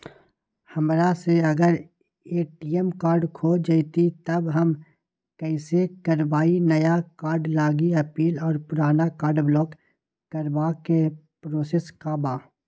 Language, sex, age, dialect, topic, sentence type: Magahi, male, 18-24, Western, banking, question